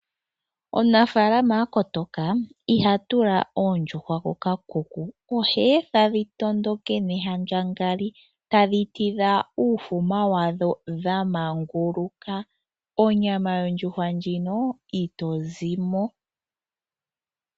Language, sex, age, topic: Oshiwambo, female, 25-35, agriculture